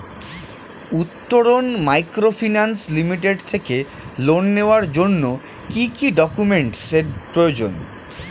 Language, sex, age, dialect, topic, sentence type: Bengali, male, 31-35, Standard Colloquial, banking, question